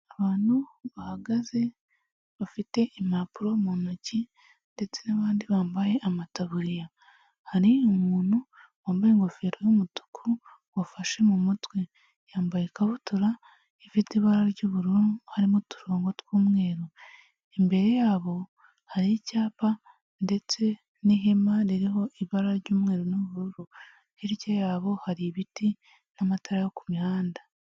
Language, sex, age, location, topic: Kinyarwanda, female, 18-24, Huye, health